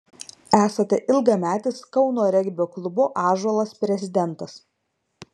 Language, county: Lithuanian, Marijampolė